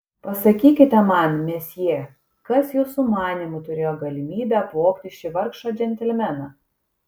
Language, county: Lithuanian, Kaunas